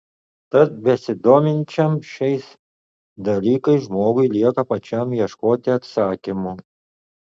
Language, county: Lithuanian, Utena